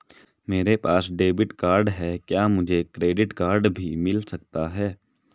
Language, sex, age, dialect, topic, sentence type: Hindi, male, 18-24, Marwari Dhudhari, banking, question